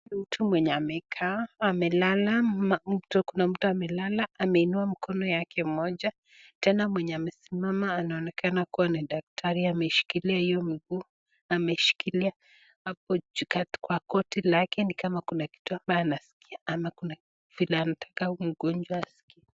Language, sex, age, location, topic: Swahili, female, 18-24, Nakuru, health